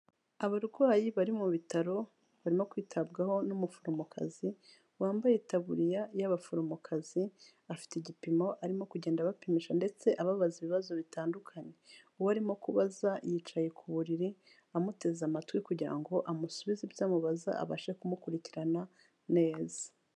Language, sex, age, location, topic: Kinyarwanda, female, 36-49, Kigali, health